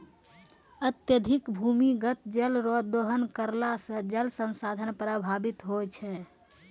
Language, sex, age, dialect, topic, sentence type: Maithili, female, 25-30, Angika, agriculture, statement